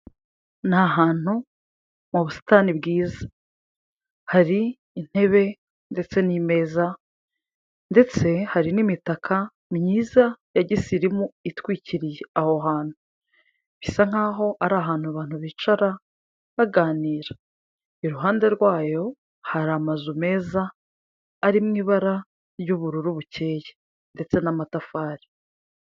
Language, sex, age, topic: Kinyarwanda, female, 25-35, finance